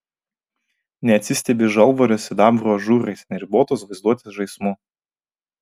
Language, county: Lithuanian, Vilnius